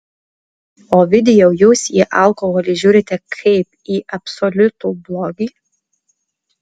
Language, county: Lithuanian, Alytus